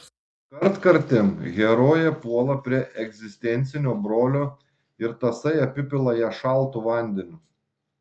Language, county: Lithuanian, Šiauliai